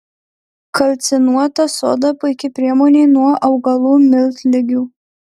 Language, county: Lithuanian, Marijampolė